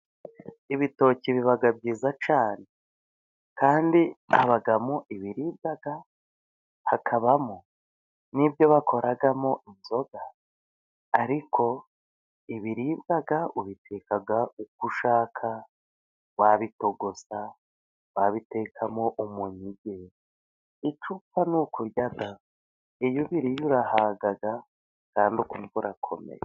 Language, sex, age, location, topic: Kinyarwanda, female, 36-49, Musanze, agriculture